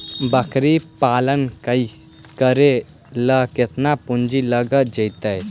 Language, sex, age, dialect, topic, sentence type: Magahi, male, 18-24, Central/Standard, agriculture, question